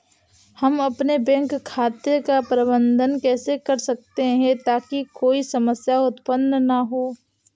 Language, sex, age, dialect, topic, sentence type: Hindi, female, 18-24, Awadhi Bundeli, banking, question